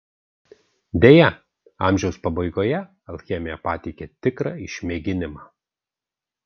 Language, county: Lithuanian, Vilnius